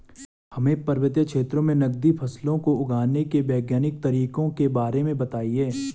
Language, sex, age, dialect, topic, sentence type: Hindi, male, 18-24, Garhwali, agriculture, question